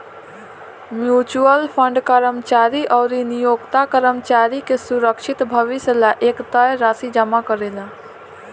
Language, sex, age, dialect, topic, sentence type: Bhojpuri, female, 18-24, Southern / Standard, banking, statement